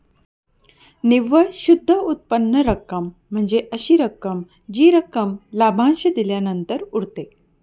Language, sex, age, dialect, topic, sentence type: Marathi, female, 31-35, Northern Konkan, banking, statement